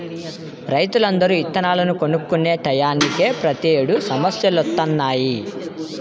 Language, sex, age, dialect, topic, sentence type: Telugu, male, 18-24, Central/Coastal, agriculture, statement